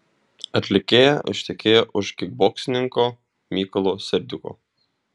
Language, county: Lithuanian, Šiauliai